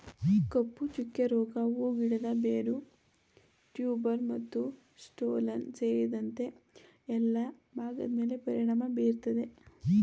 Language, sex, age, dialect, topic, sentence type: Kannada, female, 18-24, Mysore Kannada, agriculture, statement